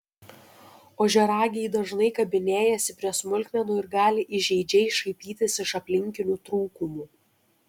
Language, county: Lithuanian, Šiauliai